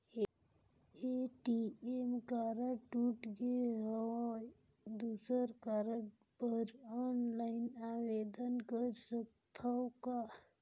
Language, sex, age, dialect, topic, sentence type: Chhattisgarhi, female, 31-35, Northern/Bhandar, banking, question